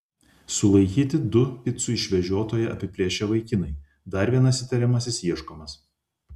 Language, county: Lithuanian, Vilnius